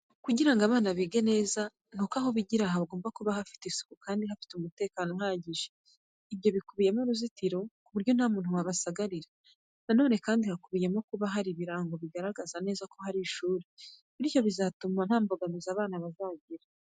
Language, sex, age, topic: Kinyarwanda, female, 25-35, education